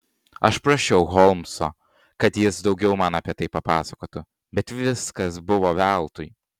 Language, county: Lithuanian, Panevėžys